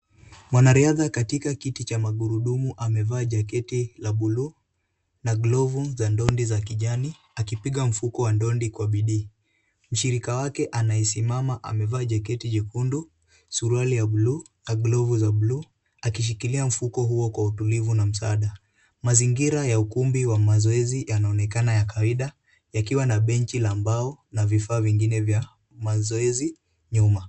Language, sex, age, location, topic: Swahili, male, 18-24, Kisumu, education